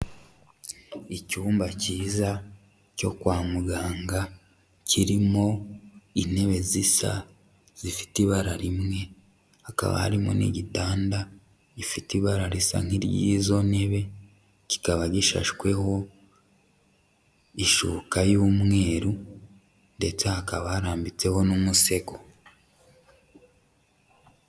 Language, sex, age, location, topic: Kinyarwanda, male, 25-35, Huye, health